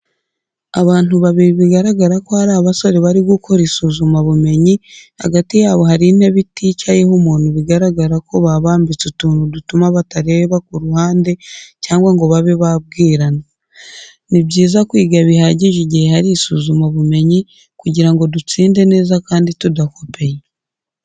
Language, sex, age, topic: Kinyarwanda, female, 25-35, education